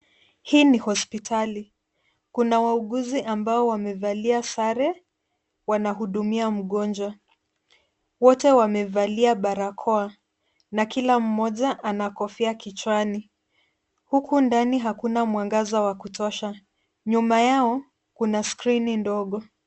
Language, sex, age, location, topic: Swahili, female, 50+, Nairobi, health